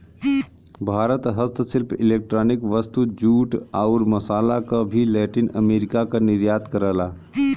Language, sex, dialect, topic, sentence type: Bhojpuri, male, Western, banking, statement